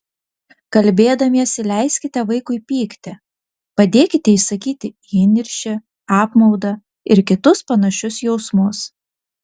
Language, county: Lithuanian, Vilnius